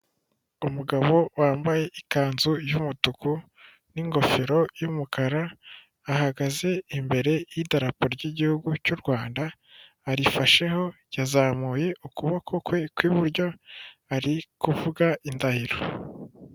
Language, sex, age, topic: Kinyarwanda, male, 18-24, government